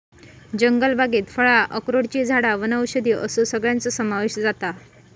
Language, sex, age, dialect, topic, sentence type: Marathi, female, 25-30, Southern Konkan, agriculture, statement